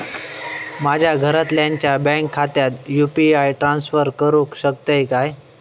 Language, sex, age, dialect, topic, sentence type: Marathi, male, 18-24, Southern Konkan, banking, question